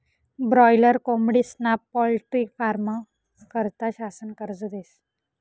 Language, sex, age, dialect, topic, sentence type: Marathi, female, 18-24, Northern Konkan, agriculture, statement